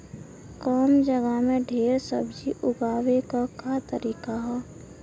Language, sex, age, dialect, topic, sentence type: Bhojpuri, female, 18-24, Western, agriculture, question